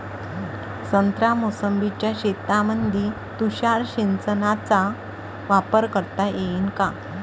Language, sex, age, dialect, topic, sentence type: Marathi, female, 25-30, Varhadi, agriculture, question